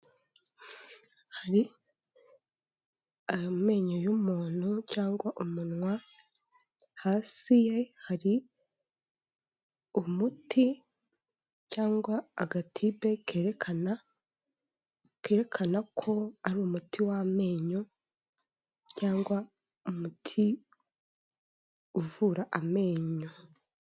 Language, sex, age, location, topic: Kinyarwanda, male, 25-35, Kigali, health